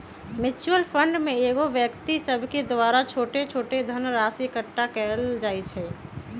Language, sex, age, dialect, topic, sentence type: Magahi, female, 31-35, Western, banking, statement